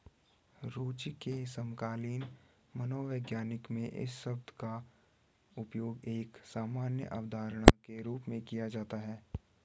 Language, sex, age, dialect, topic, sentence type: Hindi, male, 18-24, Garhwali, banking, statement